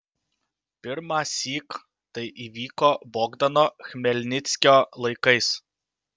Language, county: Lithuanian, Utena